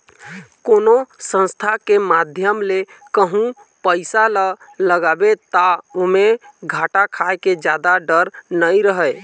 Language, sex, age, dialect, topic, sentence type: Chhattisgarhi, male, 18-24, Eastern, banking, statement